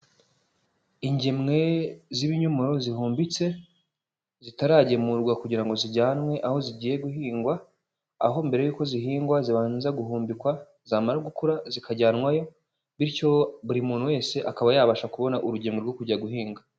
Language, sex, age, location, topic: Kinyarwanda, male, 18-24, Huye, agriculture